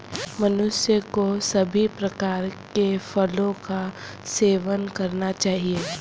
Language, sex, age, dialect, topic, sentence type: Hindi, female, 31-35, Kanauji Braj Bhasha, agriculture, statement